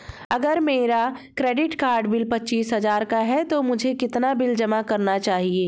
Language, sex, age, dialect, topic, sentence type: Hindi, female, 36-40, Awadhi Bundeli, banking, question